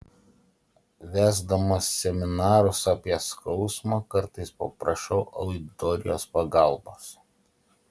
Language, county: Lithuanian, Utena